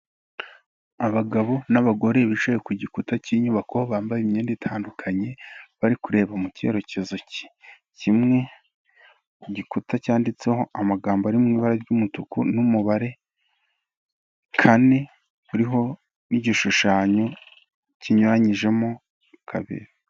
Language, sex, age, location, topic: Kinyarwanda, male, 18-24, Kigali, health